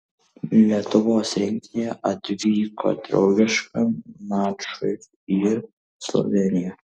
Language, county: Lithuanian, Kaunas